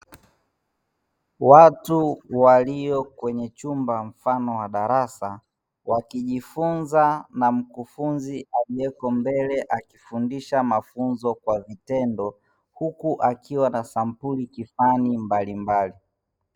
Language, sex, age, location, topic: Swahili, male, 18-24, Dar es Salaam, education